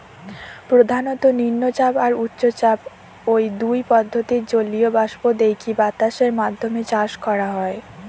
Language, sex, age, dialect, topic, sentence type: Bengali, female, 18-24, Western, agriculture, statement